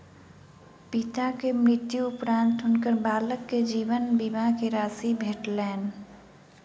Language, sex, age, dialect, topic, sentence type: Maithili, female, 18-24, Southern/Standard, banking, statement